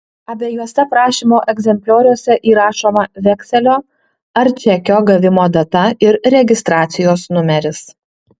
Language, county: Lithuanian, Utena